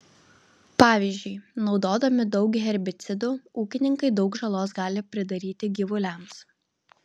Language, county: Lithuanian, Vilnius